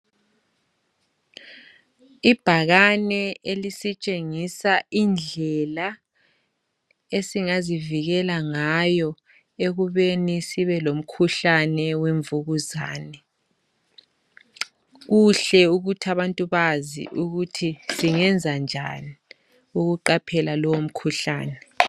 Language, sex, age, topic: North Ndebele, male, 25-35, health